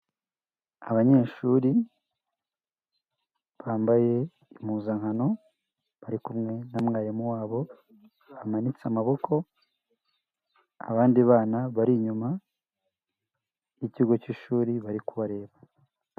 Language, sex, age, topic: Kinyarwanda, male, 18-24, health